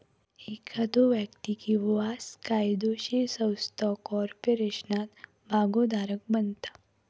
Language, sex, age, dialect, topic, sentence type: Marathi, female, 46-50, Southern Konkan, banking, statement